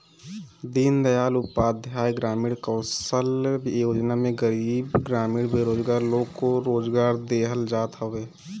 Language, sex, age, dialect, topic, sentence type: Bhojpuri, male, 18-24, Northern, banking, statement